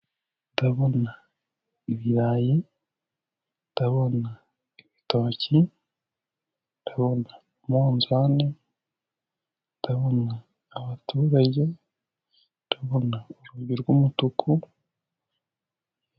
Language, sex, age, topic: Kinyarwanda, male, 18-24, finance